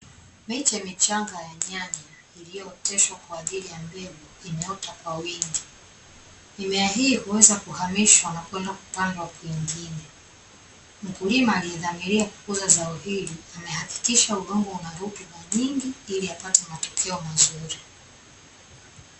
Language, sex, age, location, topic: Swahili, female, 36-49, Dar es Salaam, agriculture